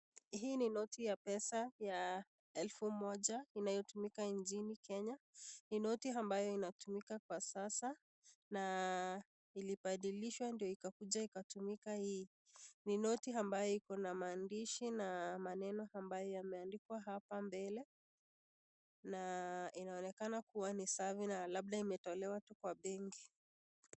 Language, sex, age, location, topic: Swahili, female, 25-35, Nakuru, finance